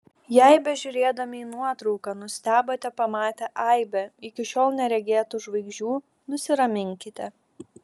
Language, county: Lithuanian, Šiauliai